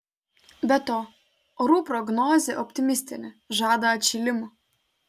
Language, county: Lithuanian, Telšiai